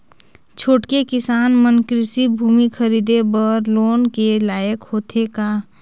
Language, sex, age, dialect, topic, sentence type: Chhattisgarhi, female, 18-24, Northern/Bhandar, agriculture, statement